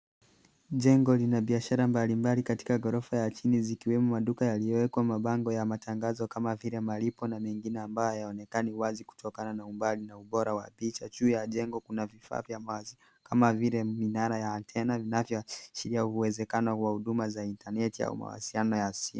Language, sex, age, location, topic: Swahili, male, 18-24, Nairobi, finance